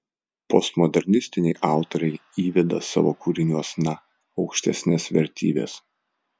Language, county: Lithuanian, Vilnius